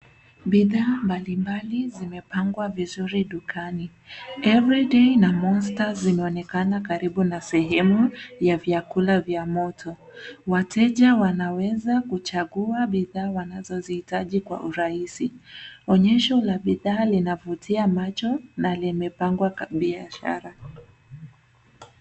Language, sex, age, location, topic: Swahili, female, 18-24, Nairobi, finance